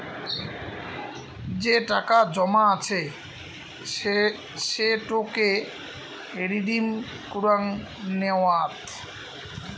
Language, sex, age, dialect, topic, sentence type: Bengali, male, 25-30, Rajbangshi, banking, statement